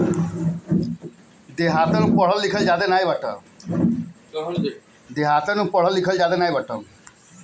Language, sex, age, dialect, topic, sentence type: Bhojpuri, male, 51-55, Northern, banking, statement